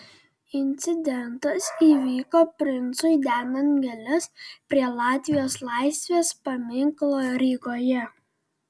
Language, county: Lithuanian, Vilnius